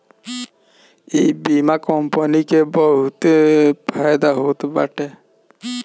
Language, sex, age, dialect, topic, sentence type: Bhojpuri, male, 25-30, Northern, banking, statement